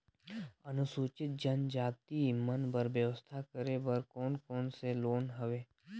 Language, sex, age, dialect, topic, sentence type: Chhattisgarhi, male, 25-30, Northern/Bhandar, banking, question